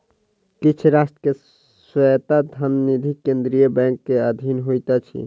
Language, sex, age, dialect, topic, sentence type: Maithili, male, 60-100, Southern/Standard, banking, statement